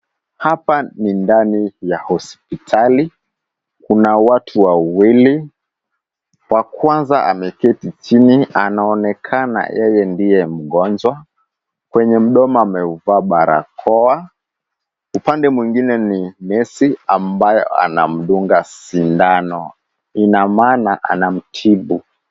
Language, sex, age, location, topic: Swahili, male, 25-35, Kisumu, health